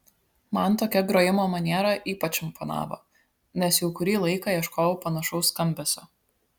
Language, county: Lithuanian, Vilnius